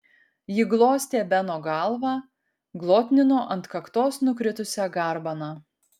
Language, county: Lithuanian, Kaunas